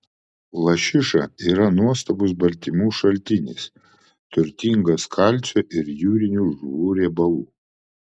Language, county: Lithuanian, Vilnius